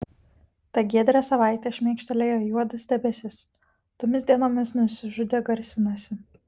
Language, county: Lithuanian, Kaunas